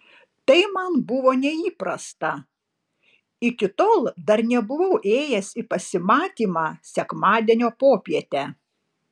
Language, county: Lithuanian, Panevėžys